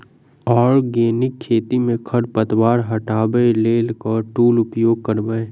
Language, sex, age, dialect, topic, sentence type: Maithili, male, 41-45, Southern/Standard, agriculture, question